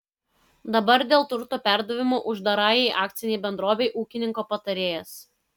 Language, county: Lithuanian, Kaunas